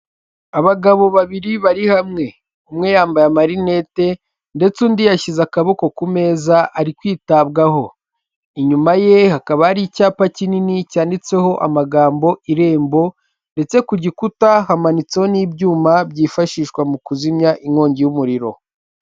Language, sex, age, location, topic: Kinyarwanda, male, 18-24, Kigali, health